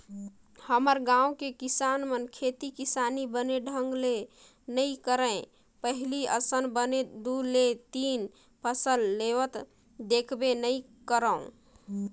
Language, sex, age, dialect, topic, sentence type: Chhattisgarhi, female, 25-30, Northern/Bhandar, agriculture, statement